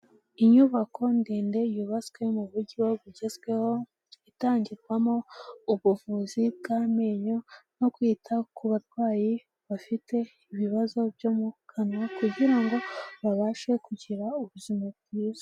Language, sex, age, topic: Kinyarwanda, female, 18-24, health